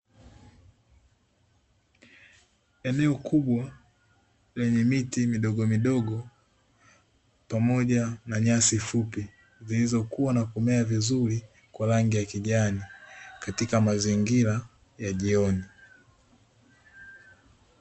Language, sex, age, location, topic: Swahili, male, 18-24, Dar es Salaam, agriculture